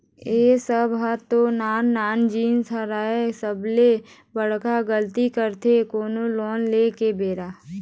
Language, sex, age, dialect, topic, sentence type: Chhattisgarhi, female, 18-24, Eastern, banking, statement